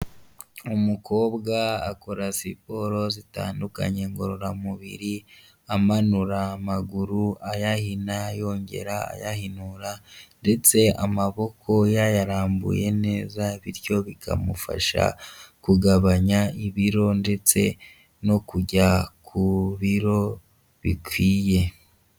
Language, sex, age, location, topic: Kinyarwanda, male, 25-35, Huye, health